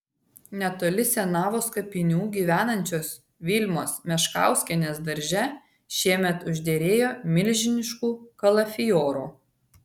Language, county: Lithuanian, Vilnius